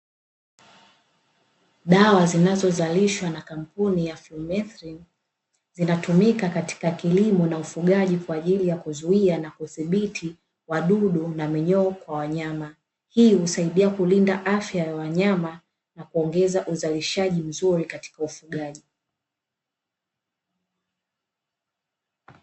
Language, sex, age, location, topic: Swahili, female, 18-24, Dar es Salaam, agriculture